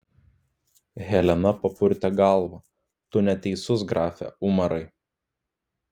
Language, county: Lithuanian, Klaipėda